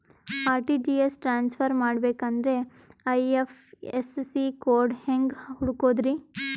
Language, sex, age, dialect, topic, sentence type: Kannada, female, 18-24, Northeastern, banking, question